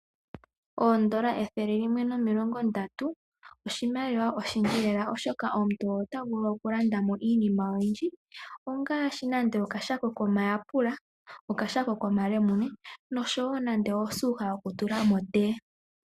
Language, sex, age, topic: Oshiwambo, female, 18-24, finance